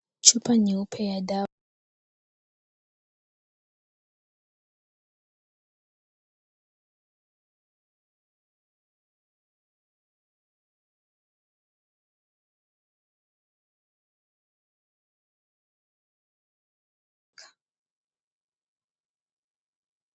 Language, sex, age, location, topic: Swahili, female, 18-24, Kisii, health